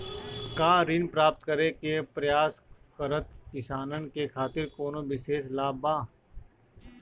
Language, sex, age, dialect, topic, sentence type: Bhojpuri, male, 31-35, Northern, agriculture, statement